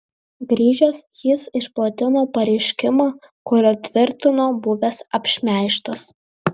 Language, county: Lithuanian, Vilnius